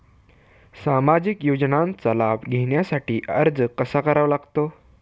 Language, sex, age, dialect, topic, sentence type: Marathi, male, <18, Standard Marathi, banking, question